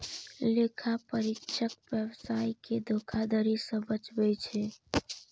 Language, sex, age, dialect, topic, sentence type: Maithili, female, 31-35, Eastern / Thethi, banking, statement